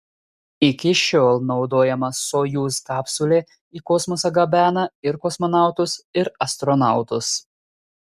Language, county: Lithuanian, Telšiai